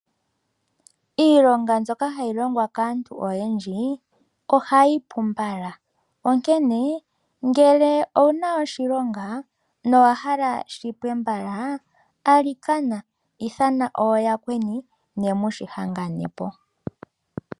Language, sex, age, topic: Oshiwambo, female, 36-49, agriculture